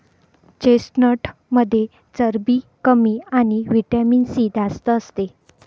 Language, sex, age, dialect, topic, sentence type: Marathi, female, 60-100, Northern Konkan, agriculture, statement